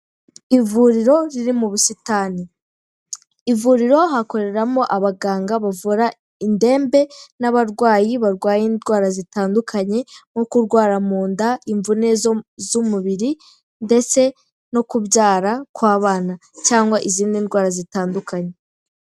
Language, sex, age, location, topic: Kinyarwanda, female, 18-24, Kigali, health